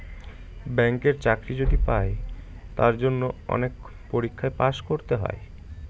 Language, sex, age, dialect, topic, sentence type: Bengali, male, 18-24, Northern/Varendri, banking, statement